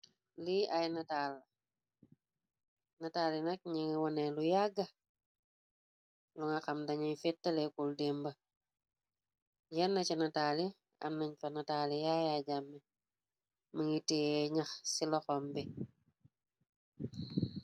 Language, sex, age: Wolof, female, 25-35